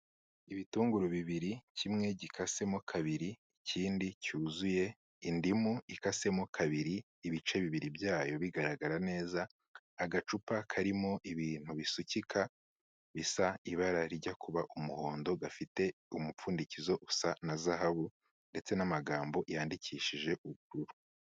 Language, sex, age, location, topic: Kinyarwanda, male, 25-35, Kigali, health